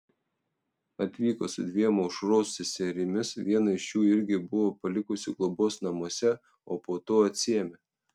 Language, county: Lithuanian, Telšiai